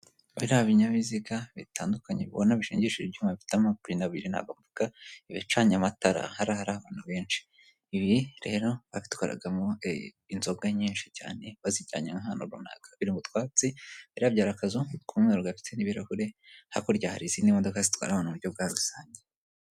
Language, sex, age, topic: Kinyarwanda, male, 25-35, government